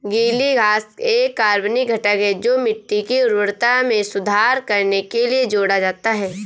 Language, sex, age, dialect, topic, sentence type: Hindi, female, 25-30, Awadhi Bundeli, agriculture, statement